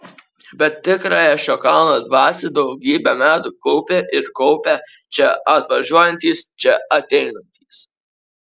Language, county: Lithuanian, Kaunas